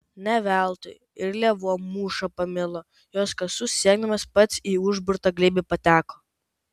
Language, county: Lithuanian, Kaunas